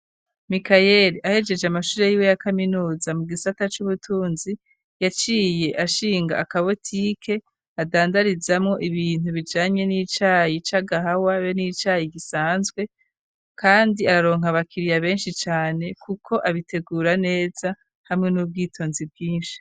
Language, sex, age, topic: Rundi, female, 36-49, education